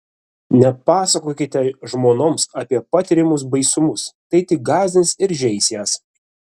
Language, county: Lithuanian, Vilnius